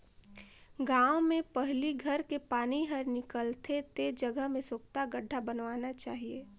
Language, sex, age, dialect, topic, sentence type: Chhattisgarhi, female, 25-30, Northern/Bhandar, agriculture, statement